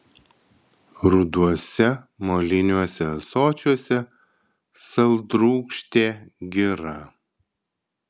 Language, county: Lithuanian, Vilnius